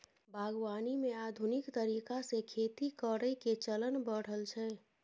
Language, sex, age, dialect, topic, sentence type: Maithili, female, 51-55, Bajjika, agriculture, statement